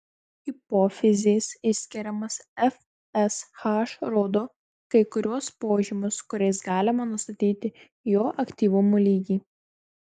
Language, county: Lithuanian, Marijampolė